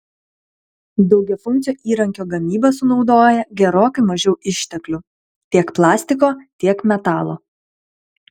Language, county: Lithuanian, Kaunas